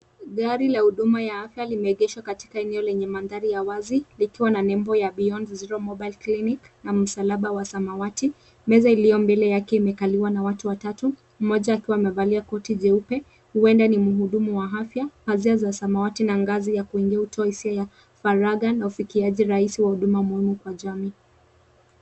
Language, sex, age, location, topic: Swahili, female, 25-35, Nairobi, health